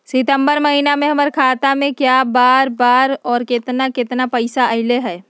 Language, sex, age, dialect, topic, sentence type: Magahi, female, 60-100, Western, banking, question